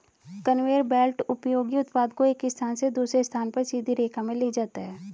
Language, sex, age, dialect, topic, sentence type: Hindi, female, 36-40, Hindustani Malvi Khadi Boli, agriculture, statement